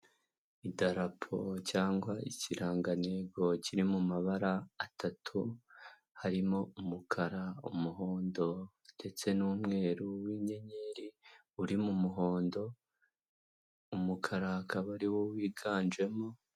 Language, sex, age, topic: Kinyarwanda, male, 18-24, health